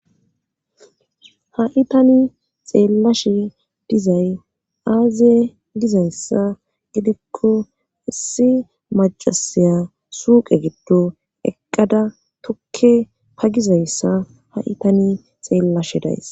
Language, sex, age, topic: Gamo, female, 25-35, government